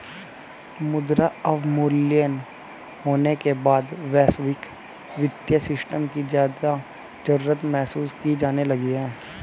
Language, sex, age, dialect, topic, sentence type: Hindi, male, 18-24, Hindustani Malvi Khadi Boli, banking, statement